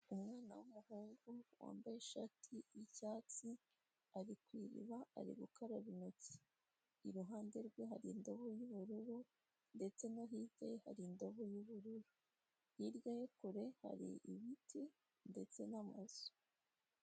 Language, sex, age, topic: Kinyarwanda, female, 18-24, health